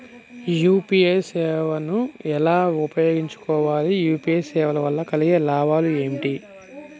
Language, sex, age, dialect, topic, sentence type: Telugu, male, 31-35, Telangana, banking, question